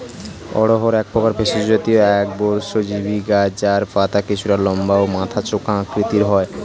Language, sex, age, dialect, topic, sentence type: Bengali, male, 18-24, Standard Colloquial, agriculture, statement